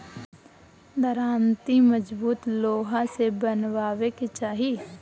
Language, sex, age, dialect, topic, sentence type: Bhojpuri, female, 18-24, Northern, agriculture, statement